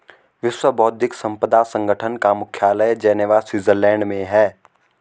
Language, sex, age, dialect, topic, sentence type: Hindi, male, 18-24, Garhwali, banking, statement